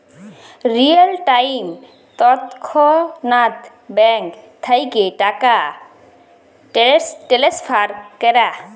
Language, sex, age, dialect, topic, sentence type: Bengali, female, 25-30, Jharkhandi, banking, statement